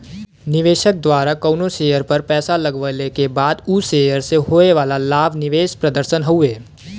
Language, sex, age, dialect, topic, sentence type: Bhojpuri, male, 18-24, Western, banking, statement